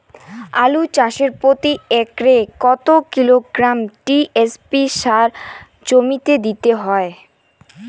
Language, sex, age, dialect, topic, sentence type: Bengali, female, 18-24, Rajbangshi, agriculture, question